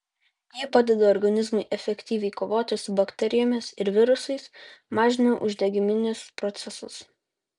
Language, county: Lithuanian, Utena